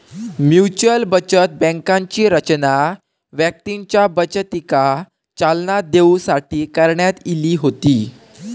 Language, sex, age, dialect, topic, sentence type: Marathi, male, 18-24, Southern Konkan, banking, statement